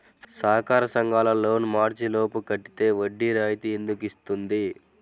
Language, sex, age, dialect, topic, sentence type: Telugu, male, 18-24, Central/Coastal, banking, question